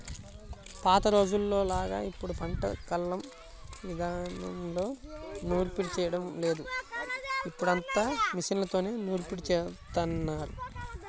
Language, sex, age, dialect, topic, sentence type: Telugu, male, 25-30, Central/Coastal, agriculture, statement